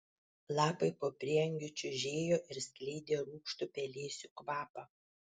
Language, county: Lithuanian, Panevėžys